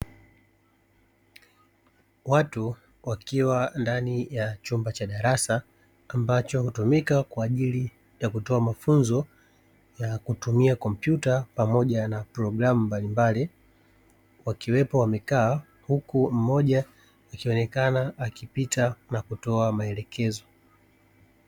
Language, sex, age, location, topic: Swahili, male, 36-49, Dar es Salaam, education